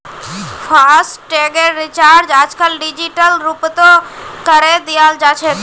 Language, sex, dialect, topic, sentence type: Magahi, female, Northeastern/Surjapuri, banking, statement